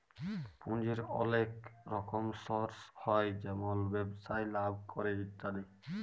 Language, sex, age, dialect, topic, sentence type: Bengali, male, 18-24, Jharkhandi, banking, statement